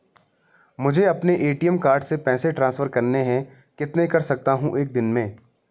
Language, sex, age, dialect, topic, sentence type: Hindi, male, 18-24, Garhwali, banking, question